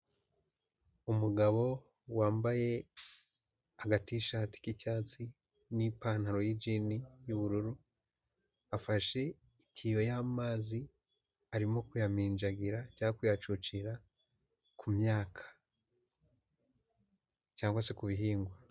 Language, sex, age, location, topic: Kinyarwanda, male, 18-24, Huye, agriculture